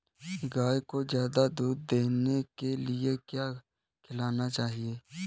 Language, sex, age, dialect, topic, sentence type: Hindi, male, 18-24, Kanauji Braj Bhasha, agriculture, question